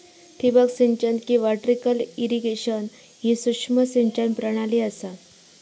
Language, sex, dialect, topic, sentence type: Marathi, female, Southern Konkan, agriculture, statement